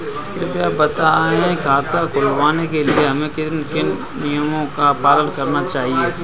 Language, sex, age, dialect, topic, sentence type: Hindi, male, 25-30, Kanauji Braj Bhasha, banking, question